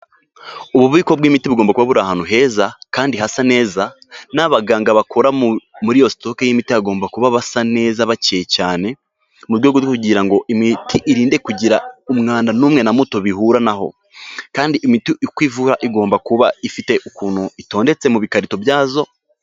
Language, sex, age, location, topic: Kinyarwanda, male, 18-24, Kigali, health